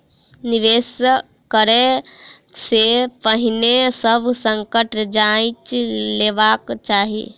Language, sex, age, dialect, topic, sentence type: Maithili, female, 18-24, Southern/Standard, banking, statement